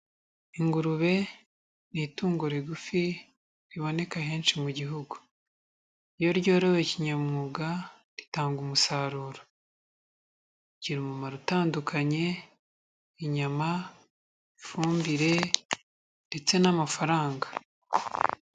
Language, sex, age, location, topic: Kinyarwanda, female, 36-49, Kigali, agriculture